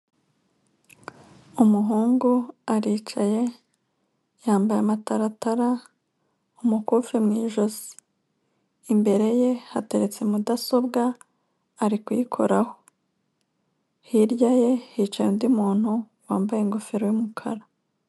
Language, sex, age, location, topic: Kinyarwanda, female, 25-35, Kigali, government